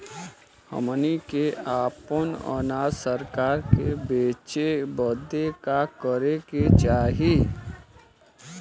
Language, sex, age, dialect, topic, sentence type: Bhojpuri, male, 31-35, Western, agriculture, question